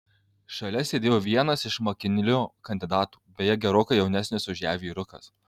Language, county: Lithuanian, Kaunas